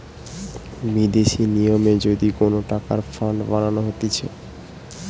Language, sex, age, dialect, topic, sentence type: Bengali, male, 18-24, Western, banking, statement